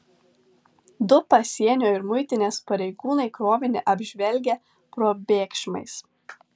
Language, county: Lithuanian, Tauragė